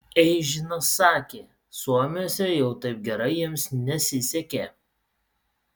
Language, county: Lithuanian, Utena